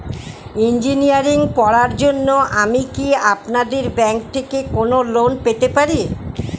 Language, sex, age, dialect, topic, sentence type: Bengali, female, 60-100, Northern/Varendri, banking, question